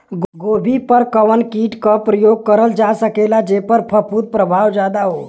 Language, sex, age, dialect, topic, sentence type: Bhojpuri, male, 18-24, Western, agriculture, question